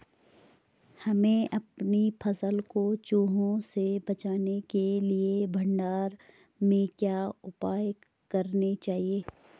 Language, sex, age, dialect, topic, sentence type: Hindi, male, 31-35, Garhwali, agriculture, question